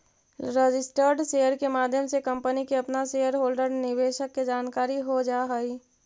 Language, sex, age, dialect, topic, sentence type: Magahi, female, 18-24, Central/Standard, banking, statement